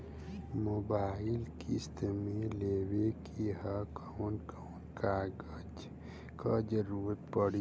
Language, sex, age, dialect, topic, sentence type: Bhojpuri, female, 18-24, Western, banking, question